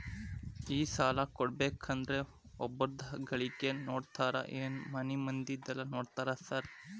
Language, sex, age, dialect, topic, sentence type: Kannada, male, 25-30, Dharwad Kannada, banking, question